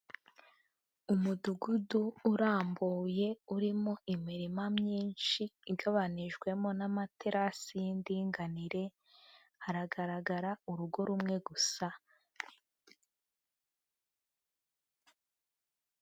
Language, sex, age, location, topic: Kinyarwanda, female, 18-24, Huye, agriculture